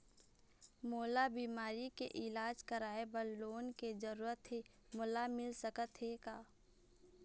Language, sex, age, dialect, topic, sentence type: Chhattisgarhi, female, 46-50, Eastern, banking, question